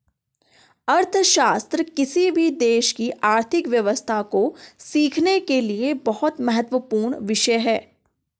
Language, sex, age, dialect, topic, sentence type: Hindi, female, 25-30, Garhwali, banking, statement